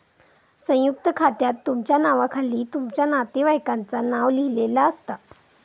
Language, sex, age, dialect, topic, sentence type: Marathi, female, 25-30, Southern Konkan, banking, statement